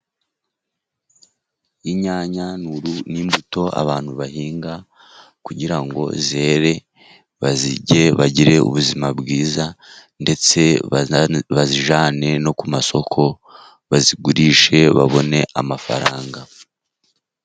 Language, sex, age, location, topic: Kinyarwanda, male, 50+, Musanze, agriculture